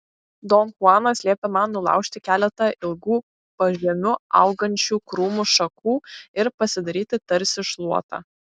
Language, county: Lithuanian, Klaipėda